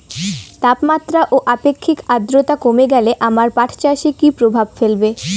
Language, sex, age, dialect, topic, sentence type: Bengali, female, 18-24, Rajbangshi, agriculture, question